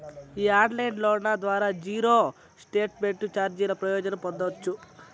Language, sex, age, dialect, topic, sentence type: Telugu, male, 41-45, Southern, banking, statement